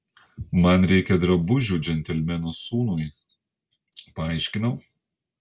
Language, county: Lithuanian, Panevėžys